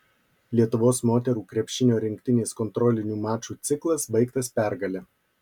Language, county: Lithuanian, Marijampolė